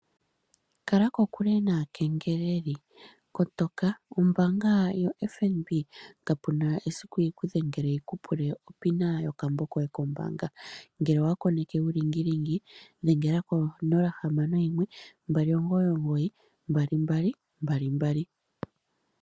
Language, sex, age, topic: Oshiwambo, female, 18-24, finance